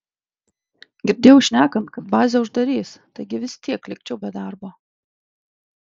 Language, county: Lithuanian, Klaipėda